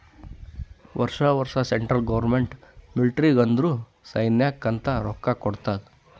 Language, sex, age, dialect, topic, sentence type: Kannada, male, 25-30, Northeastern, banking, statement